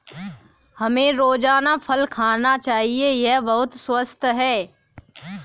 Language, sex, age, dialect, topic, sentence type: Hindi, female, 18-24, Kanauji Braj Bhasha, agriculture, statement